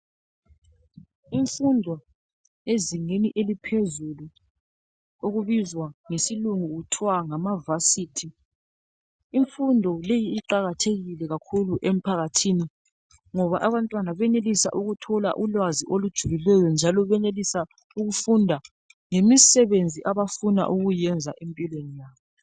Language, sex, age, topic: North Ndebele, male, 36-49, education